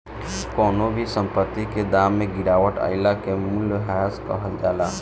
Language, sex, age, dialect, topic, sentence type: Bhojpuri, male, 18-24, Northern, banking, statement